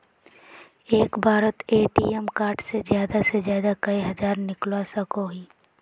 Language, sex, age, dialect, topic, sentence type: Magahi, female, 36-40, Northeastern/Surjapuri, banking, question